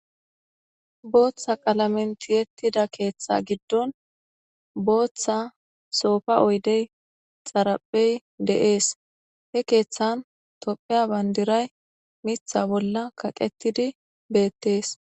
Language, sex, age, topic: Gamo, female, 25-35, government